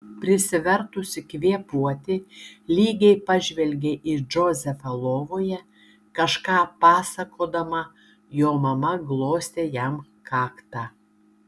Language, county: Lithuanian, Šiauliai